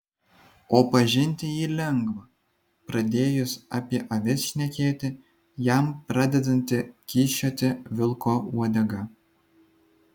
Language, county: Lithuanian, Vilnius